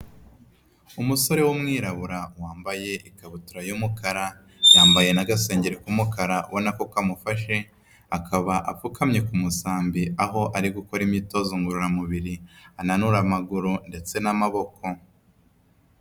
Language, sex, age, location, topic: Kinyarwanda, male, 25-35, Huye, health